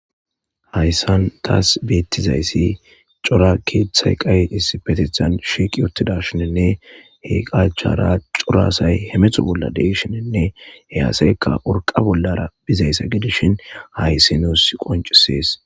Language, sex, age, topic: Gamo, male, 18-24, government